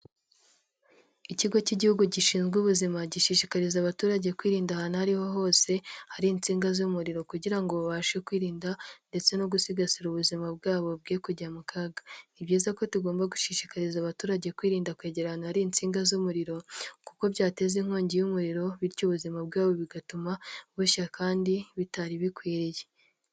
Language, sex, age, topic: Kinyarwanda, female, 18-24, government